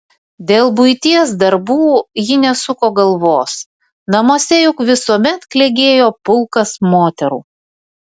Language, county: Lithuanian, Vilnius